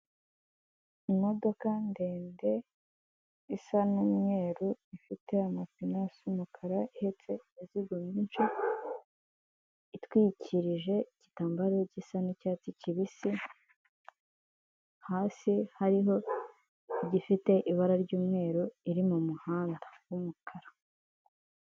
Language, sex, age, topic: Kinyarwanda, female, 18-24, government